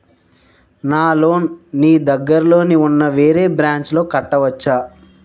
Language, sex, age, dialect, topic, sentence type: Telugu, male, 60-100, Utterandhra, banking, question